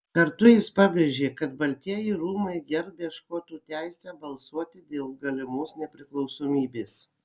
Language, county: Lithuanian, Kaunas